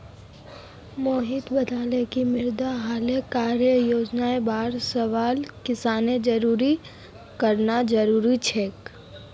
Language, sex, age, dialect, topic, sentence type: Magahi, female, 36-40, Northeastern/Surjapuri, agriculture, statement